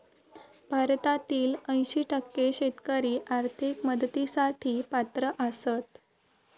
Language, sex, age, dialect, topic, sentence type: Marathi, female, 18-24, Southern Konkan, agriculture, statement